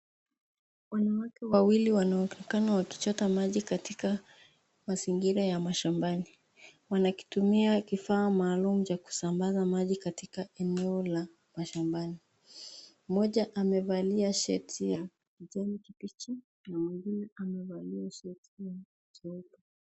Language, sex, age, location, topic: Swahili, female, 25-35, Nakuru, health